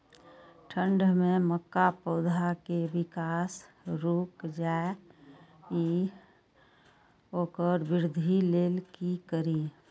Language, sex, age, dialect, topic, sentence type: Maithili, female, 41-45, Eastern / Thethi, agriculture, question